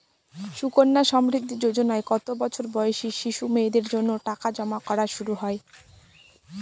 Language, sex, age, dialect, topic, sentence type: Bengali, female, 18-24, Northern/Varendri, banking, question